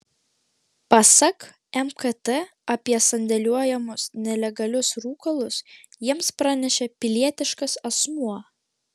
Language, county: Lithuanian, Klaipėda